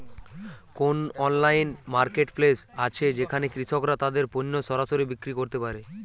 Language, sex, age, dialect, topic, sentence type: Bengali, male, 18-24, Western, agriculture, statement